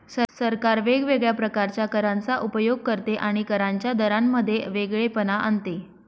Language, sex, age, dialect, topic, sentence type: Marathi, female, 25-30, Northern Konkan, banking, statement